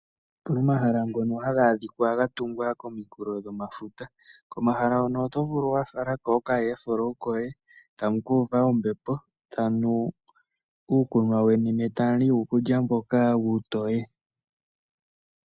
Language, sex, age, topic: Oshiwambo, male, 18-24, agriculture